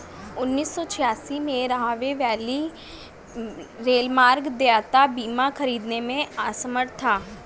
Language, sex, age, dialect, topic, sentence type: Hindi, male, 18-24, Hindustani Malvi Khadi Boli, banking, statement